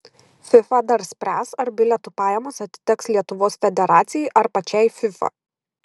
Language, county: Lithuanian, Šiauliai